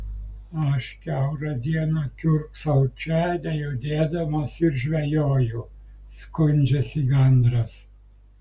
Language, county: Lithuanian, Klaipėda